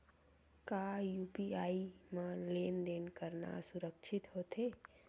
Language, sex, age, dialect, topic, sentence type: Chhattisgarhi, female, 18-24, Western/Budati/Khatahi, banking, question